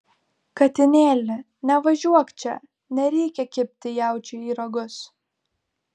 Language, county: Lithuanian, Vilnius